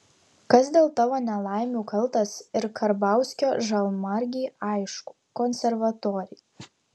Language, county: Lithuanian, Klaipėda